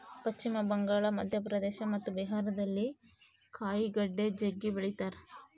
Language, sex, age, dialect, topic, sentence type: Kannada, female, 18-24, Central, agriculture, statement